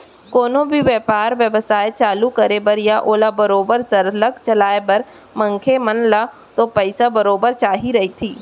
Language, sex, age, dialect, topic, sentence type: Chhattisgarhi, female, 18-24, Central, banking, statement